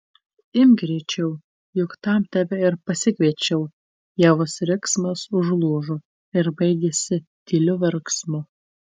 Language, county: Lithuanian, Tauragė